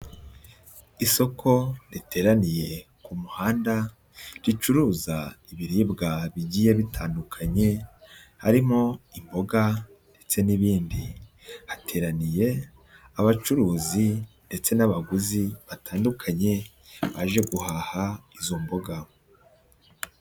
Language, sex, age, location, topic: Kinyarwanda, male, 25-35, Nyagatare, finance